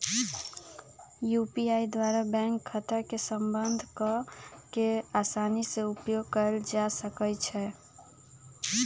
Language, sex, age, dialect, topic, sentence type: Magahi, female, 25-30, Western, banking, statement